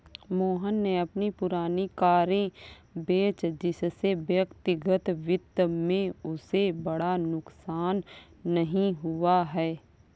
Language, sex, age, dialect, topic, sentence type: Hindi, female, 25-30, Awadhi Bundeli, banking, statement